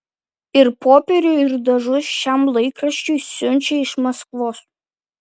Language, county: Lithuanian, Kaunas